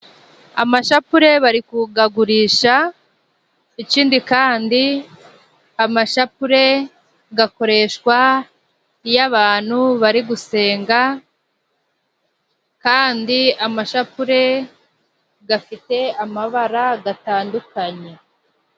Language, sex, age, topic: Kinyarwanda, female, 25-35, finance